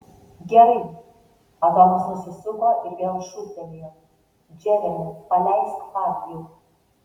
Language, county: Lithuanian, Vilnius